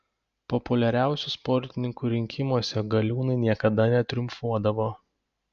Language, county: Lithuanian, Panevėžys